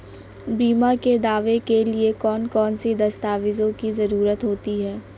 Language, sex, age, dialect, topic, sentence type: Hindi, female, 18-24, Awadhi Bundeli, banking, question